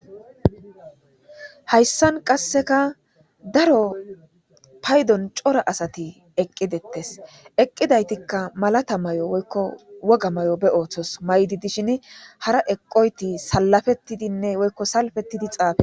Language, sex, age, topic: Gamo, female, 25-35, government